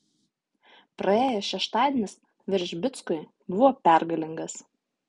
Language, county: Lithuanian, Utena